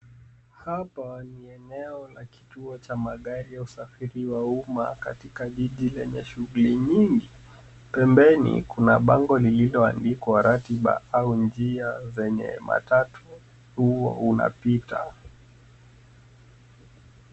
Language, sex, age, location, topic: Swahili, male, 25-35, Nairobi, government